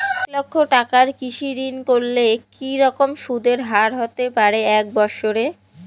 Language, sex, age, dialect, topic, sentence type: Bengali, female, 18-24, Rajbangshi, banking, question